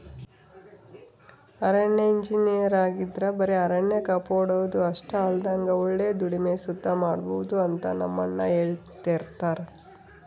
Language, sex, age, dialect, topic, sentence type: Kannada, female, 36-40, Central, agriculture, statement